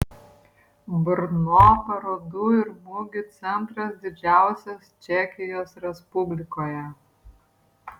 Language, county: Lithuanian, Vilnius